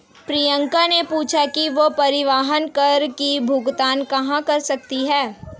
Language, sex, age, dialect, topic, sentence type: Hindi, female, 18-24, Hindustani Malvi Khadi Boli, banking, statement